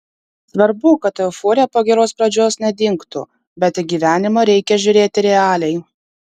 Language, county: Lithuanian, Vilnius